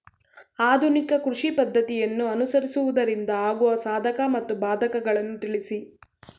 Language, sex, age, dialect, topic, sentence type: Kannada, female, 18-24, Mysore Kannada, agriculture, question